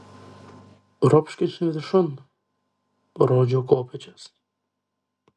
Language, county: Lithuanian, Kaunas